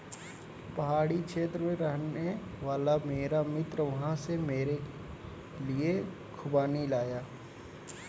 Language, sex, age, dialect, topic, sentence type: Hindi, male, 18-24, Kanauji Braj Bhasha, agriculture, statement